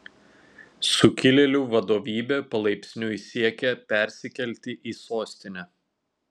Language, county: Lithuanian, Telšiai